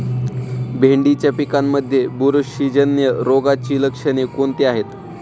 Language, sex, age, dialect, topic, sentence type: Marathi, male, 18-24, Standard Marathi, agriculture, question